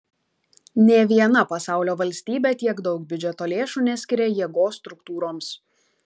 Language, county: Lithuanian, Kaunas